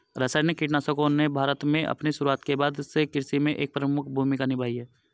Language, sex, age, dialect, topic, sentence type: Hindi, male, 25-30, Hindustani Malvi Khadi Boli, agriculture, statement